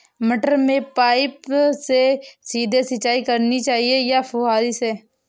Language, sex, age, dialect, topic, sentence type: Hindi, female, 18-24, Awadhi Bundeli, agriculture, question